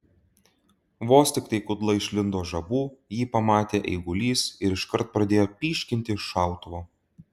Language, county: Lithuanian, Utena